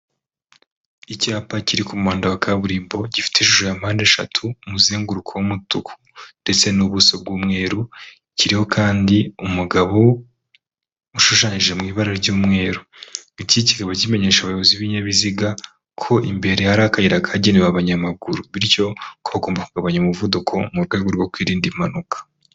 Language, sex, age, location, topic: Kinyarwanda, male, 25-35, Huye, government